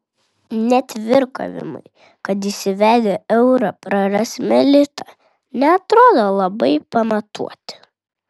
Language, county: Lithuanian, Vilnius